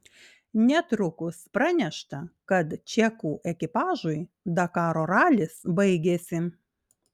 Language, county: Lithuanian, Klaipėda